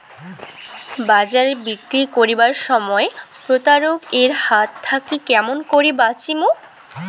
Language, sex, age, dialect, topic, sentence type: Bengali, female, 18-24, Rajbangshi, agriculture, question